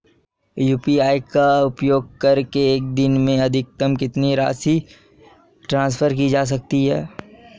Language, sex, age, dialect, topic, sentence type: Hindi, male, 18-24, Marwari Dhudhari, banking, question